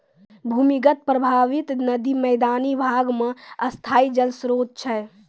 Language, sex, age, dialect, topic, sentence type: Maithili, female, 18-24, Angika, agriculture, statement